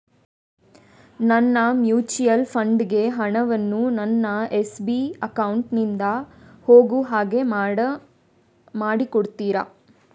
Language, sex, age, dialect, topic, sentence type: Kannada, female, 25-30, Coastal/Dakshin, banking, question